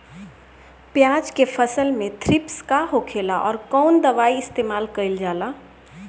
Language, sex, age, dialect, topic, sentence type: Bhojpuri, female, 60-100, Northern, agriculture, question